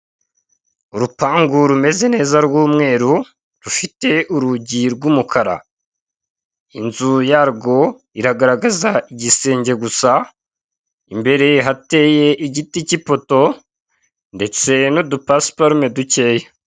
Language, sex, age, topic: Kinyarwanda, male, 36-49, government